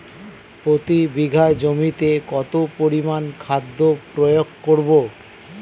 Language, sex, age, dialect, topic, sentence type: Bengali, male, 36-40, Standard Colloquial, agriculture, question